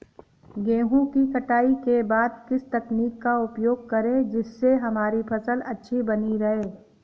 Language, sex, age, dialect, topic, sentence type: Hindi, female, 18-24, Awadhi Bundeli, agriculture, question